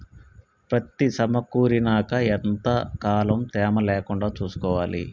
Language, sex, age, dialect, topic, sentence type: Telugu, male, 36-40, Telangana, agriculture, question